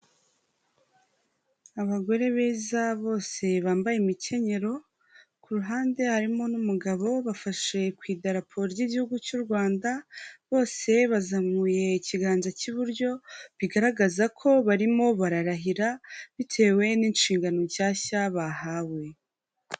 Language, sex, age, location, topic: Kinyarwanda, female, 18-24, Huye, government